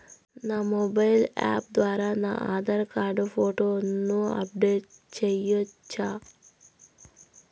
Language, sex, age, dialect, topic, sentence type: Telugu, female, 31-35, Southern, banking, question